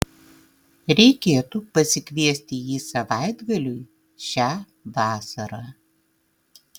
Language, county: Lithuanian, Tauragė